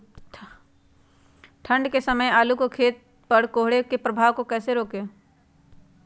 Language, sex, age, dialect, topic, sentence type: Magahi, female, 56-60, Western, agriculture, question